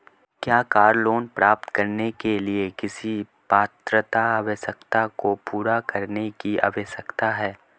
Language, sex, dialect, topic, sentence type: Hindi, male, Marwari Dhudhari, banking, question